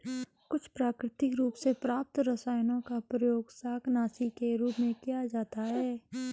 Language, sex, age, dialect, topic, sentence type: Hindi, male, 31-35, Garhwali, agriculture, statement